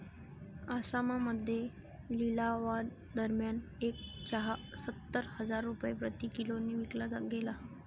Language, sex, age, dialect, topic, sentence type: Marathi, female, 18-24, Varhadi, agriculture, statement